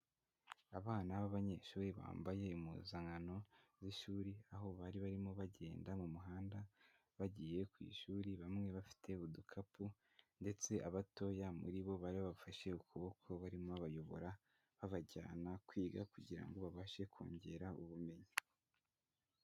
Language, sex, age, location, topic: Kinyarwanda, male, 18-24, Huye, education